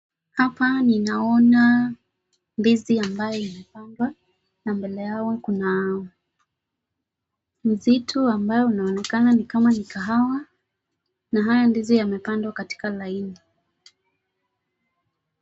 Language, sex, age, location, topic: Swahili, female, 25-35, Nakuru, agriculture